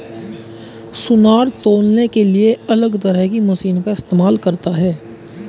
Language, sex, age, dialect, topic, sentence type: Hindi, male, 25-30, Hindustani Malvi Khadi Boli, agriculture, statement